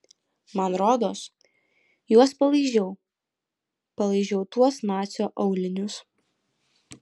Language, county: Lithuanian, Alytus